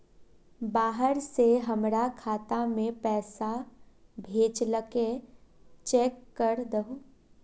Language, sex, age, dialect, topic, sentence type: Magahi, female, 18-24, Northeastern/Surjapuri, banking, question